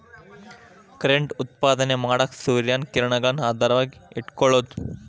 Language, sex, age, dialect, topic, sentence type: Kannada, male, 25-30, Dharwad Kannada, agriculture, statement